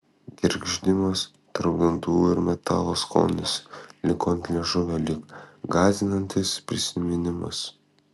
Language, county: Lithuanian, Kaunas